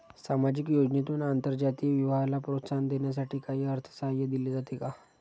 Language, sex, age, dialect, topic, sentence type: Marathi, male, 60-100, Standard Marathi, banking, question